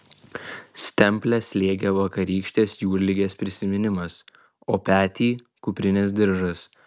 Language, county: Lithuanian, Vilnius